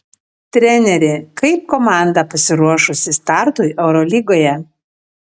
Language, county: Lithuanian, Panevėžys